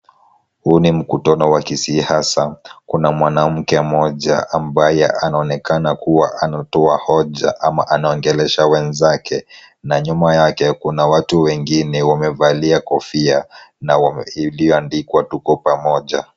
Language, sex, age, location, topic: Swahili, female, 25-35, Kisumu, government